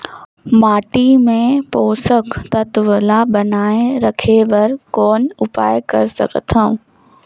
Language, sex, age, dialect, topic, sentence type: Chhattisgarhi, female, 18-24, Northern/Bhandar, agriculture, question